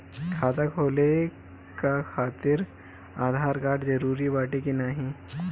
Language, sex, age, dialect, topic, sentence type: Bhojpuri, male, 31-35, Northern, banking, question